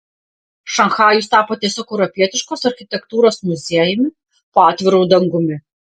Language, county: Lithuanian, Panevėžys